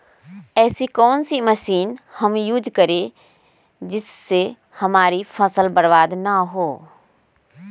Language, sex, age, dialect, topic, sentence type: Magahi, female, 25-30, Western, agriculture, question